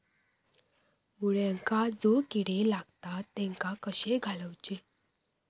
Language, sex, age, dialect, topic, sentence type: Marathi, female, 25-30, Southern Konkan, agriculture, question